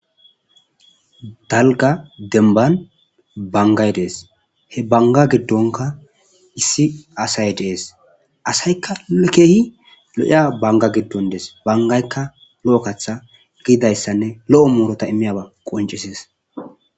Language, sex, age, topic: Gamo, male, 25-35, agriculture